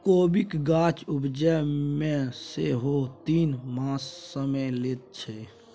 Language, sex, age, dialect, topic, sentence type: Maithili, male, 41-45, Bajjika, agriculture, statement